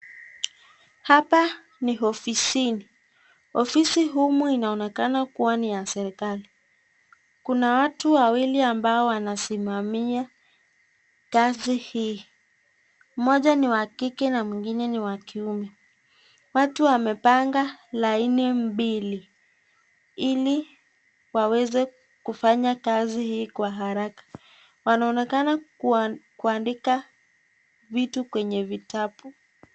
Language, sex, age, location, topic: Swahili, female, 25-35, Nakuru, government